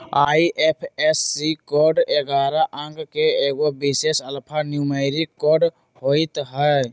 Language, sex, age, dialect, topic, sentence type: Magahi, male, 18-24, Western, banking, statement